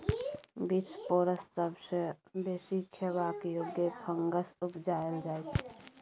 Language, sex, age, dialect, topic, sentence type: Maithili, female, 51-55, Bajjika, agriculture, statement